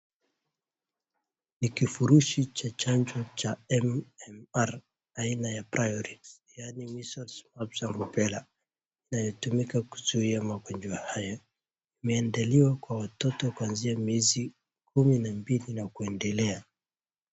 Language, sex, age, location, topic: Swahili, male, 18-24, Wajir, health